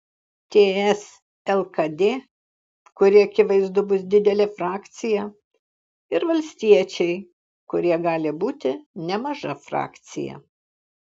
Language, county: Lithuanian, Alytus